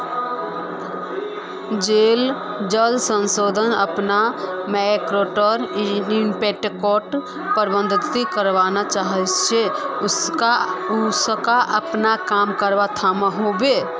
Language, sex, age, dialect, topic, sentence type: Magahi, female, 25-30, Northeastern/Surjapuri, banking, statement